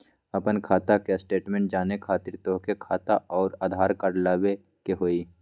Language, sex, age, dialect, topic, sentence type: Magahi, male, 25-30, Western, banking, question